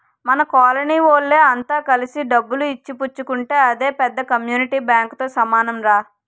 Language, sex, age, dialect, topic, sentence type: Telugu, female, 18-24, Utterandhra, banking, statement